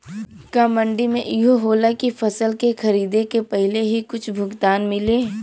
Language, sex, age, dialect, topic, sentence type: Bhojpuri, female, 18-24, Western, agriculture, question